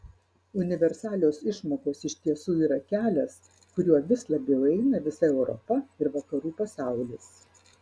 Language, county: Lithuanian, Marijampolė